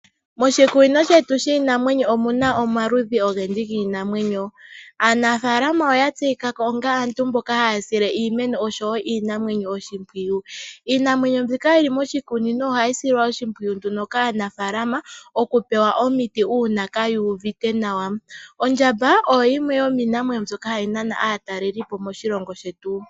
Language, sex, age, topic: Oshiwambo, female, 18-24, agriculture